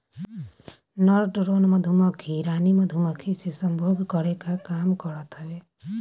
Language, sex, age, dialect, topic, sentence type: Bhojpuri, male, 18-24, Northern, agriculture, statement